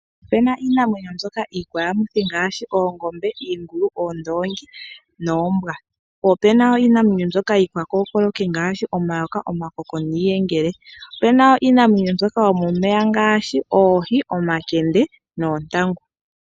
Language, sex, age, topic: Oshiwambo, female, 18-24, agriculture